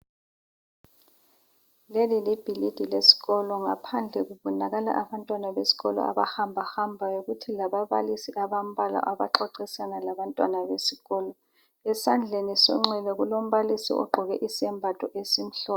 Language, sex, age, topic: North Ndebele, female, 25-35, education